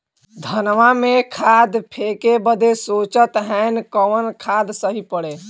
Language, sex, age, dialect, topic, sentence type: Bhojpuri, male, 25-30, Western, agriculture, question